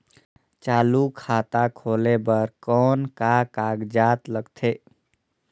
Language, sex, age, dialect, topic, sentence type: Chhattisgarhi, male, 18-24, Northern/Bhandar, banking, question